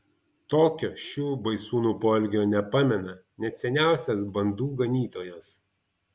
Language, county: Lithuanian, Vilnius